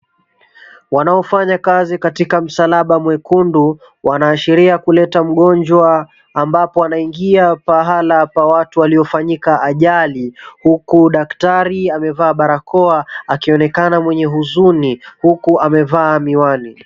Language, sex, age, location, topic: Swahili, male, 25-35, Mombasa, health